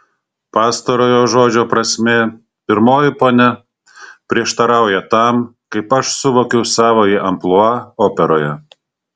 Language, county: Lithuanian, Šiauliai